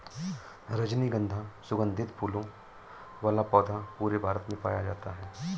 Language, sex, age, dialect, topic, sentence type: Hindi, male, 46-50, Awadhi Bundeli, agriculture, statement